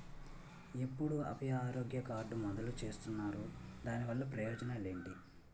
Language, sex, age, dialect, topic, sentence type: Telugu, male, 18-24, Utterandhra, banking, question